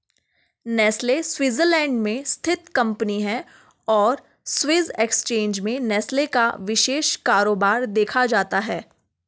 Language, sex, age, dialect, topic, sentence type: Hindi, female, 25-30, Garhwali, banking, statement